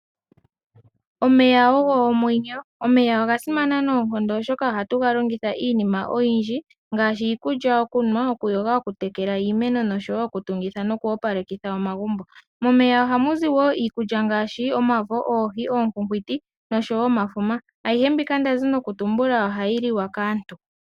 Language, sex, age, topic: Oshiwambo, female, 18-24, agriculture